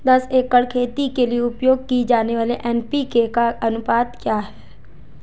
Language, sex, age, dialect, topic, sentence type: Hindi, female, 18-24, Marwari Dhudhari, agriculture, question